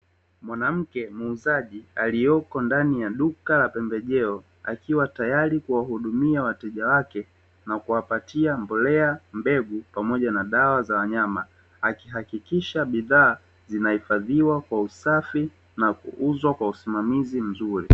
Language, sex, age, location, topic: Swahili, male, 25-35, Dar es Salaam, agriculture